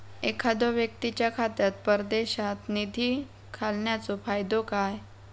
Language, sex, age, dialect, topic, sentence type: Marathi, female, 56-60, Southern Konkan, banking, question